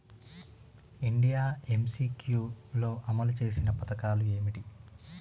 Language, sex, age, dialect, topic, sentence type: Telugu, male, 25-30, Telangana, banking, question